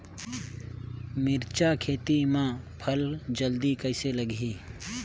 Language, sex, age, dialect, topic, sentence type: Chhattisgarhi, male, 18-24, Northern/Bhandar, agriculture, question